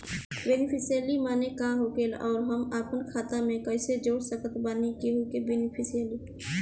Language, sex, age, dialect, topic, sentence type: Bhojpuri, female, 18-24, Southern / Standard, banking, question